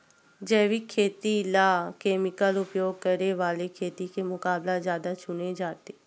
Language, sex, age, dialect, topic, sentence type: Chhattisgarhi, female, 46-50, Western/Budati/Khatahi, agriculture, statement